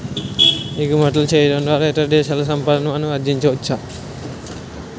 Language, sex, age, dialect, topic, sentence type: Telugu, male, 18-24, Utterandhra, banking, statement